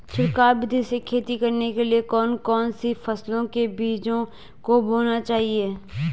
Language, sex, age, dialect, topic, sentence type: Hindi, female, 18-24, Garhwali, agriculture, question